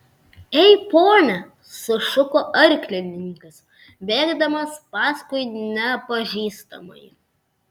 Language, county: Lithuanian, Vilnius